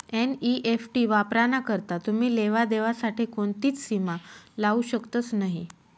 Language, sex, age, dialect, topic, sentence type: Marathi, female, 25-30, Northern Konkan, banking, statement